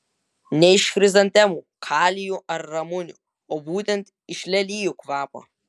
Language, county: Lithuanian, Vilnius